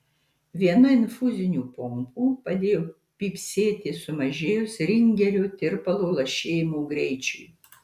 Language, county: Lithuanian, Marijampolė